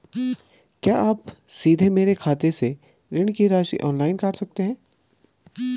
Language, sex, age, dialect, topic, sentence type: Hindi, male, 25-30, Garhwali, banking, question